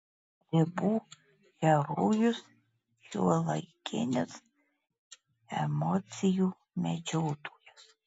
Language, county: Lithuanian, Marijampolė